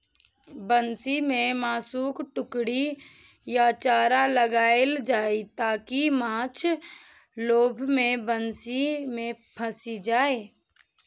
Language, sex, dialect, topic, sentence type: Maithili, female, Eastern / Thethi, agriculture, statement